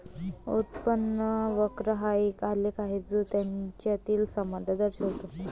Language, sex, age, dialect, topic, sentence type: Marathi, female, 25-30, Varhadi, banking, statement